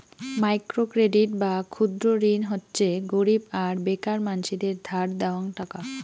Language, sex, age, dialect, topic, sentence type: Bengali, female, 25-30, Rajbangshi, banking, statement